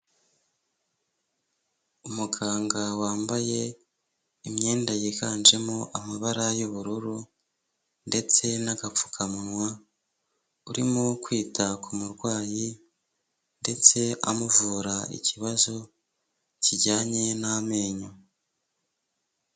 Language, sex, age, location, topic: Kinyarwanda, female, 18-24, Kigali, health